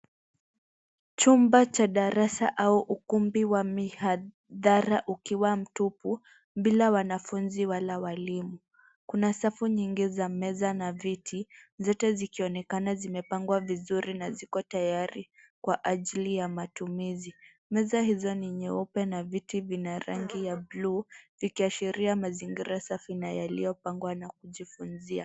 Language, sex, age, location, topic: Swahili, female, 18-24, Nairobi, education